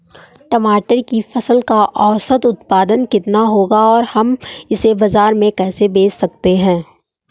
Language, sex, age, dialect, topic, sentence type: Hindi, male, 18-24, Awadhi Bundeli, agriculture, question